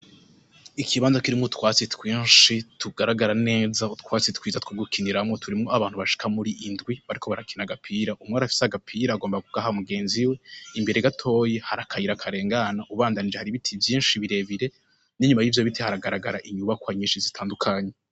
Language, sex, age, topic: Rundi, male, 18-24, education